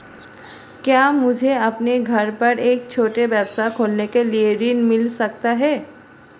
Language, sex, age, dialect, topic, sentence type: Hindi, female, 36-40, Marwari Dhudhari, banking, question